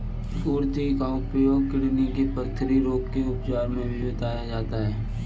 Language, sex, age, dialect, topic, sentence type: Hindi, male, 25-30, Kanauji Braj Bhasha, agriculture, statement